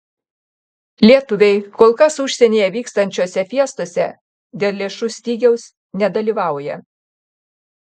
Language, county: Lithuanian, Panevėžys